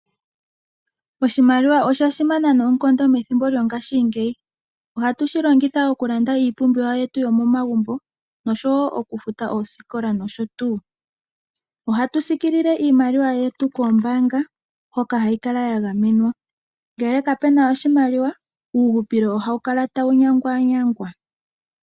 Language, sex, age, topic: Oshiwambo, female, 18-24, finance